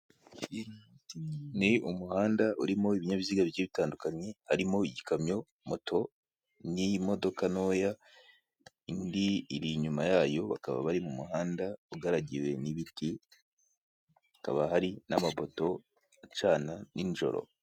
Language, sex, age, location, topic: Kinyarwanda, male, 25-35, Kigali, government